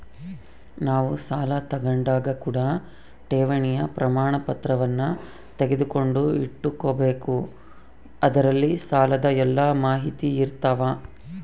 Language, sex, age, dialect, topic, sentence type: Kannada, male, 25-30, Central, banking, statement